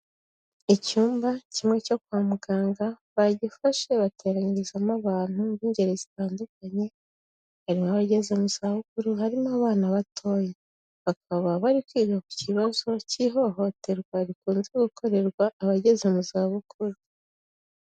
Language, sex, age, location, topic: Kinyarwanda, female, 18-24, Kigali, health